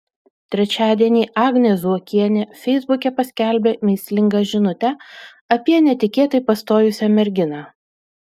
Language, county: Lithuanian, Utena